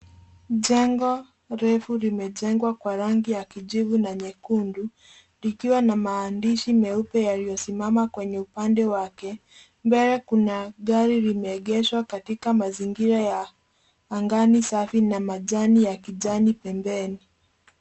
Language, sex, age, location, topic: Swahili, female, 18-24, Nairobi, finance